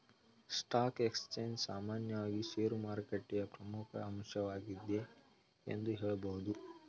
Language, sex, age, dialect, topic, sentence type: Kannada, male, 18-24, Mysore Kannada, banking, statement